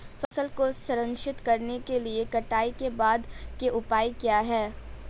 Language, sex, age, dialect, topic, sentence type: Hindi, female, 18-24, Marwari Dhudhari, agriculture, question